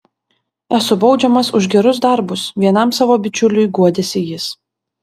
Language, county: Lithuanian, Vilnius